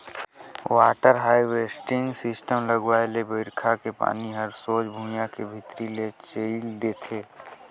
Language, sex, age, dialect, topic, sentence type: Chhattisgarhi, male, 18-24, Northern/Bhandar, agriculture, statement